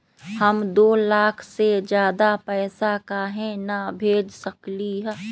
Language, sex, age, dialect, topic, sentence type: Magahi, female, 31-35, Western, banking, question